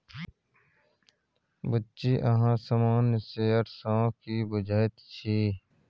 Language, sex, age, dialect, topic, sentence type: Maithili, male, 46-50, Bajjika, banking, statement